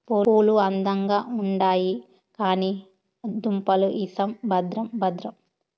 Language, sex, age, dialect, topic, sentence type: Telugu, female, 18-24, Southern, agriculture, statement